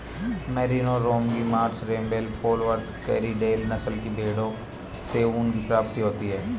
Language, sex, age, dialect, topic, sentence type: Hindi, male, 25-30, Marwari Dhudhari, agriculture, statement